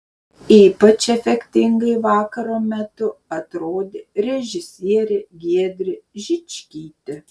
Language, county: Lithuanian, Šiauliai